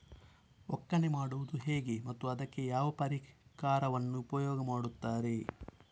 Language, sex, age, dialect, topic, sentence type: Kannada, male, 18-24, Coastal/Dakshin, agriculture, question